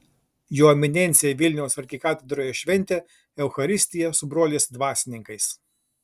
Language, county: Lithuanian, Klaipėda